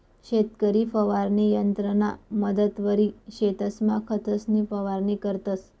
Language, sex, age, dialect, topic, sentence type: Marathi, female, 25-30, Northern Konkan, agriculture, statement